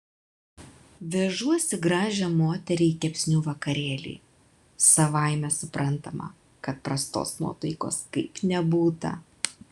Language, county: Lithuanian, Vilnius